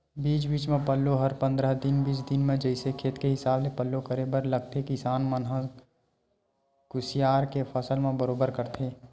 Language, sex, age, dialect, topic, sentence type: Chhattisgarhi, male, 18-24, Western/Budati/Khatahi, banking, statement